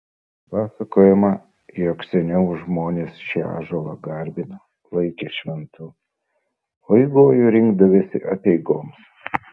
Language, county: Lithuanian, Vilnius